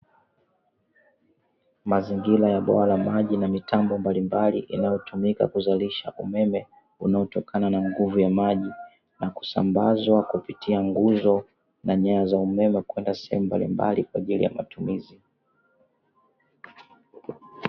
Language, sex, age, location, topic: Swahili, male, 25-35, Dar es Salaam, government